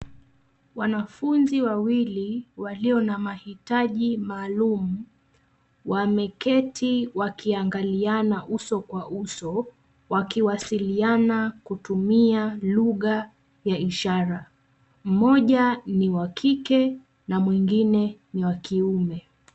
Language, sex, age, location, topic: Swahili, female, 25-35, Nairobi, education